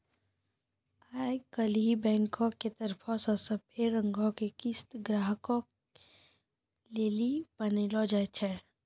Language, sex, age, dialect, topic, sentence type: Maithili, female, 18-24, Angika, banking, statement